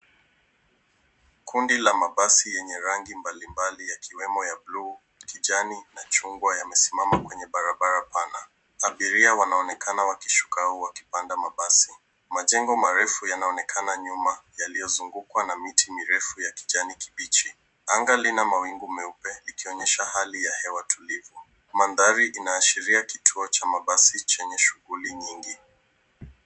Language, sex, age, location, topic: Swahili, male, 18-24, Nairobi, government